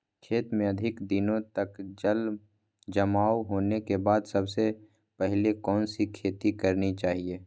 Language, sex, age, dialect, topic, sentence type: Magahi, male, 41-45, Western, agriculture, question